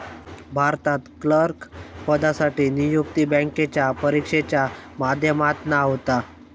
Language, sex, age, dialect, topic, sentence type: Marathi, male, 18-24, Southern Konkan, banking, statement